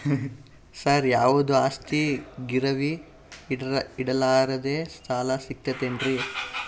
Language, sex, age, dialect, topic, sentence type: Kannada, male, 18-24, Northeastern, banking, question